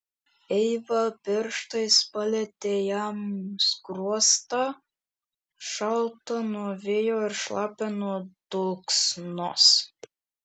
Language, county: Lithuanian, Šiauliai